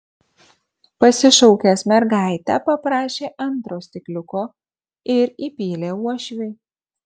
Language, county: Lithuanian, Marijampolė